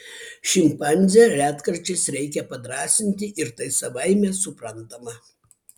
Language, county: Lithuanian, Vilnius